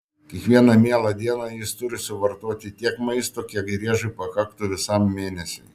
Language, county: Lithuanian, Šiauliai